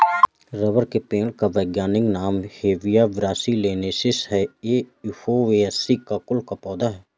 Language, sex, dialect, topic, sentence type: Hindi, male, Awadhi Bundeli, agriculture, statement